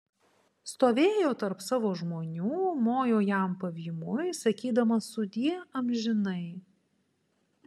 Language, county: Lithuanian, Panevėžys